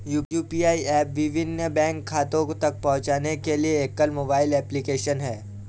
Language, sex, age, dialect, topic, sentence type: Hindi, male, 18-24, Awadhi Bundeli, banking, statement